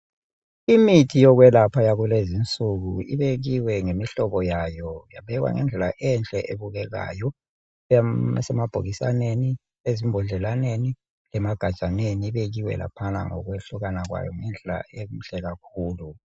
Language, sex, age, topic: North Ndebele, male, 36-49, health